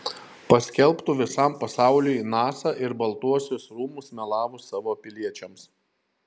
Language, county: Lithuanian, Šiauliai